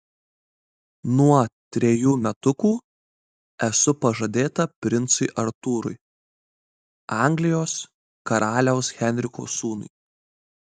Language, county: Lithuanian, Marijampolė